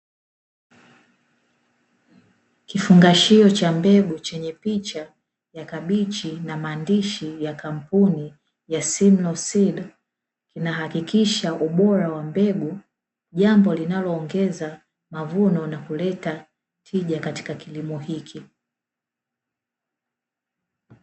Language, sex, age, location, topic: Swahili, female, 18-24, Dar es Salaam, agriculture